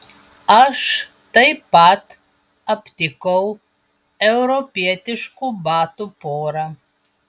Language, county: Lithuanian, Panevėžys